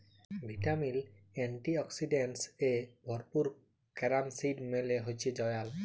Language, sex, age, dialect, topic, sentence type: Bengali, male, 31-35, Jharkhandi, agriculture, statement